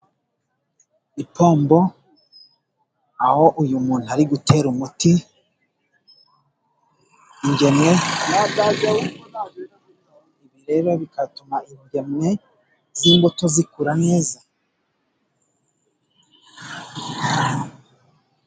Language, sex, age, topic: Kinyarwanda, male, 25-35, agriculture